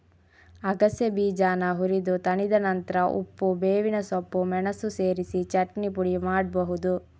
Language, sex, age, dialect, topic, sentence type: Kannada, female, 46-50, Coastal/Dakshin, agriculture, statement